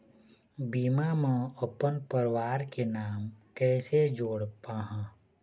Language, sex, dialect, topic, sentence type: Chhattisgarhi, male, Eastern, banking, question